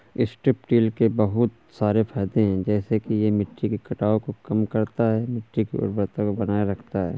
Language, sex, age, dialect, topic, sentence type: Hindi, male, 25-30, Awadhi Bundeli, agriculture, statement